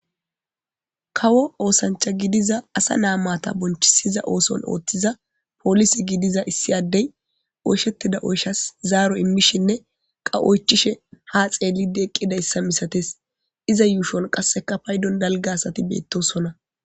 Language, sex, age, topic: Gamo, female, 18-24, government